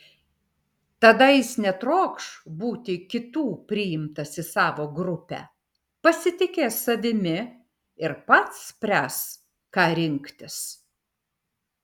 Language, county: Lithuanian, Vilnius